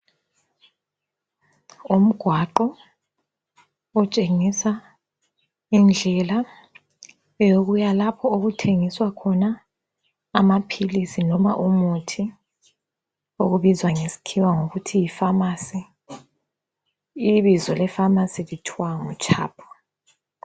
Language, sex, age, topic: North Ndebele, female, 25-35, health